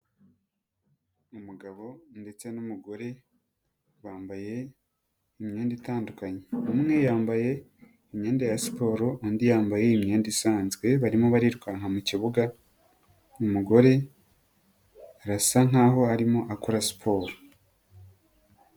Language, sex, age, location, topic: Kinyarwanda, male, 18-24, Nyagatare, government